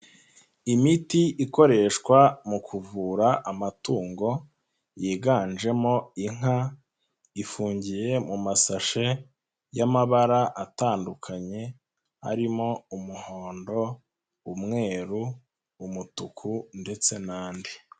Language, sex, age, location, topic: Kinyarwanda, male, 25-35, Nyagatare, agriculture